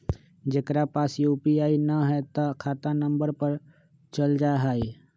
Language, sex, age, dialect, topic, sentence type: Magahi, male, 25-30, Western, banking, question